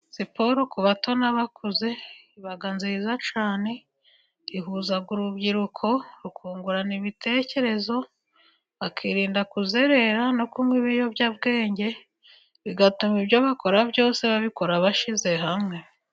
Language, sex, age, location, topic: Kinyarwanda, female, 25-35, Musanze, government